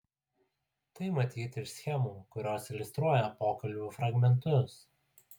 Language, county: Lithuanian, Utena